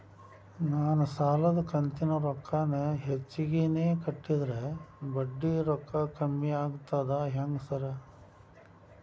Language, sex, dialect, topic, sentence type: Kannada, male, Dharwad Kannada, banking, question